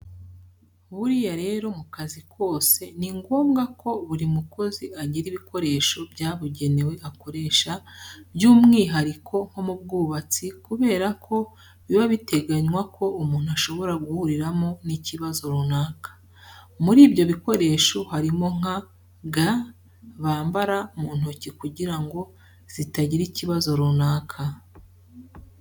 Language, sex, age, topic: Kinyarwanda, female, 36-49, education